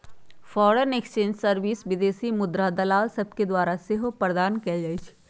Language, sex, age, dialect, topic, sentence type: Magahi, female, 46-50, Western, banking, statement